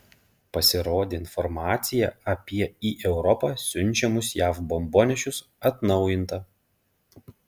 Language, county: Lithuanian, Panevėžys